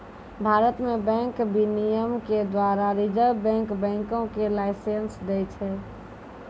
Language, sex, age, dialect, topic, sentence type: Maithili, female, 25-30, Angika, banking, statement